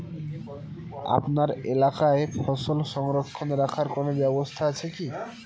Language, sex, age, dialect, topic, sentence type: Bengali, male, 18-24, Northern/Varendri, agriculture, question